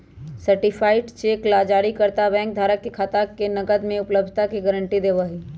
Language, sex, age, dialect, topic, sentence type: Magahi, female, 31-35, Western, banking, statement